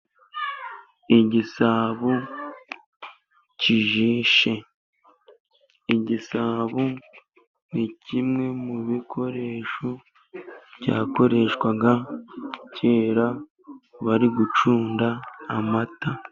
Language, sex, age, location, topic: Kinyarwanda, male, 18-24, Musanze, government